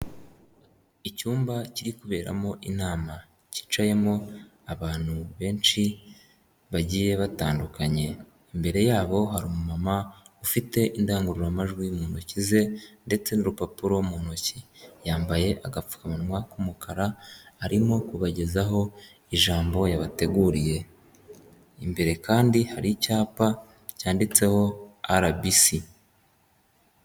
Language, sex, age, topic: Kinyarwanda, male, 18-24, health